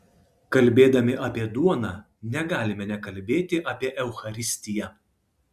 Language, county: Lithuanian, Kaunas